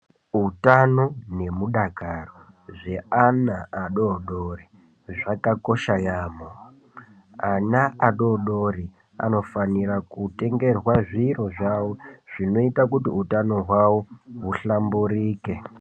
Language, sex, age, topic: Ndau, male, 18-24, health